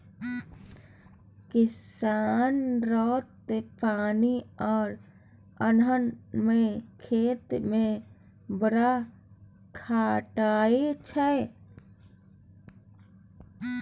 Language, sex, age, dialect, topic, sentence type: Maithili, male, 31-35, Bajjika, agriculture, statement